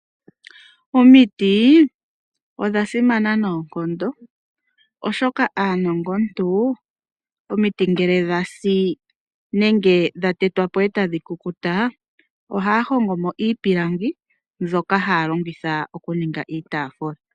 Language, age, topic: Oshiwambo, 25-35, finance